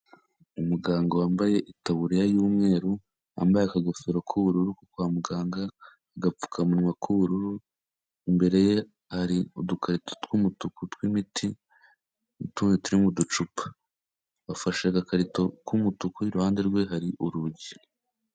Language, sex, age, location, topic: Kinyarwanda, male, 18-24, Kigali, health